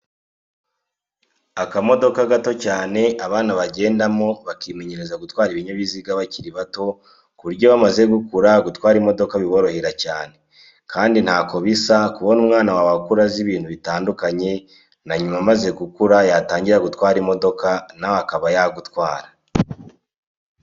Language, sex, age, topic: Kinyarwanda, male, 18-24, education